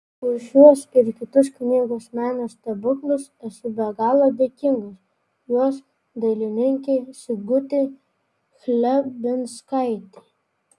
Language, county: Lithuanian, Vilnius